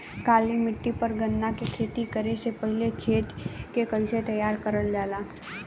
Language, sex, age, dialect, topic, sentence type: Bhojpuri, female, 18-24, Southern / Standard, agriculture, question